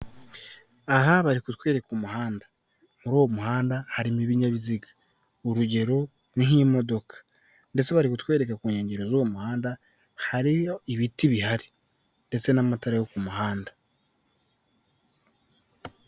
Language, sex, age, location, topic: Kinyarwanda, male, 25-35, Kigali, government